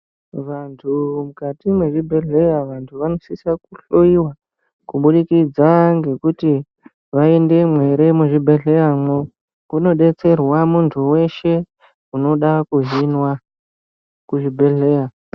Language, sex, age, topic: Ndau, male, 25-35, health